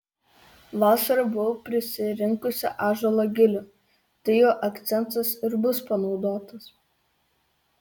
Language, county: Lithuanian, Kaunas